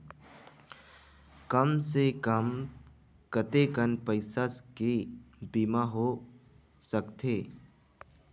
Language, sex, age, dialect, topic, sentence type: Chhattisgarhi, male, 18-24, Western/Budati/Khatahi, banking, question